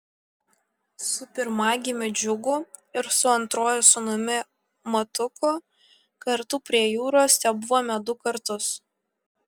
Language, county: Lithuanian, Vilnius